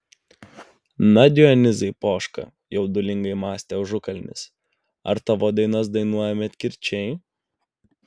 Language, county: Lithuanian, Vilnius